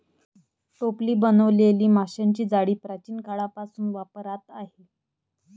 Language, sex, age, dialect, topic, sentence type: Marathi, female, 25-30, Varhadi, agriculture, statement